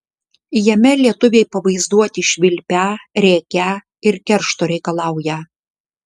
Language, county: Lithuanian, Klaipėda